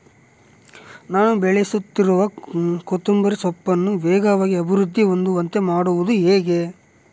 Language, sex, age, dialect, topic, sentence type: Kannada, male, 36-40, Central, agriculture, question